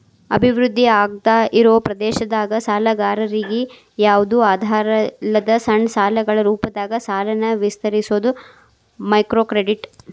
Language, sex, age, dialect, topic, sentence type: Kannada, female, 25-30, Dharwad Kannada, banking, statement